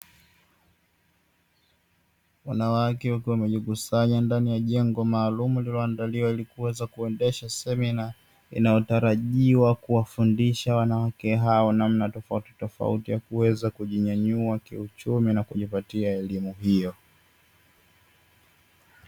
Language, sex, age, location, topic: Swahili, male, 25-35, Dar es Salaam, education